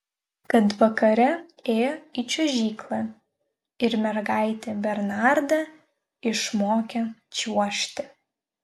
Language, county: Lithuanian, Vilnius